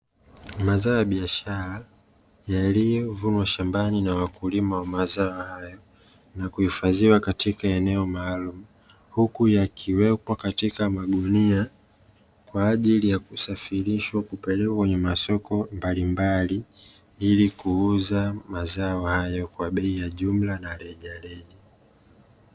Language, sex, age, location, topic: Swahili, male, 25-35, Dar es Salaam, agriculture